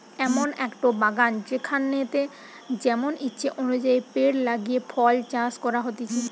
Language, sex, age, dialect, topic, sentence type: Bengali, female, 18-24, Western, agriculture, statement